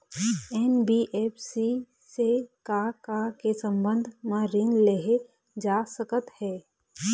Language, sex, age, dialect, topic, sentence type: Chhattisgarhi, female, 31-35, Eastern, banking, question